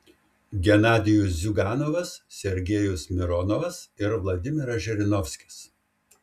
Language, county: Lithuanian, Šiauliai